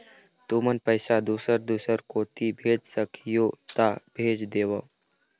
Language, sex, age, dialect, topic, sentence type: Chhattisgarhi, male, 60-100, Eastern, banking, question